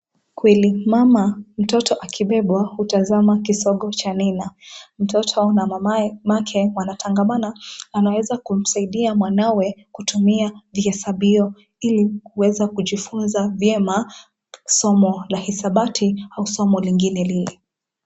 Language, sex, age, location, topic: Swahili, female, 18-24, Nairobi, education